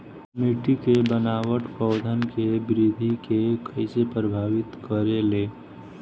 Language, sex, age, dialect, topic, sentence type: Bhojpuri, female, 18-24, Southern / Standard, agriculture, statement